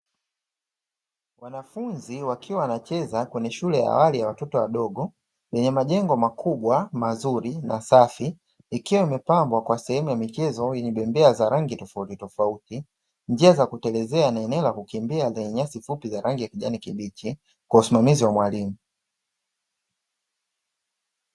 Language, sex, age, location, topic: Swahili, male, 25-35, Dar es Salaam, education